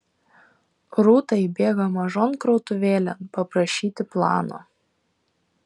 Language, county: Lithuanian, Kaunas